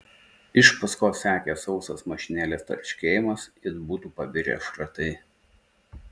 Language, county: Lithuanian, Tauragė